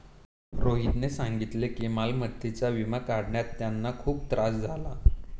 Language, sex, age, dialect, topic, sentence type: Marathi, male, 18-24, Standard Marathi, banking, statement